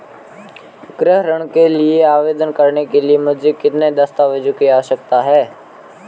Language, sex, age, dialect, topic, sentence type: Hindi, male, 18-24, Marwari Dhudhari, banking, question